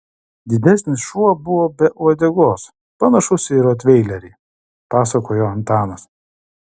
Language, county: Lithuanian, Kaunas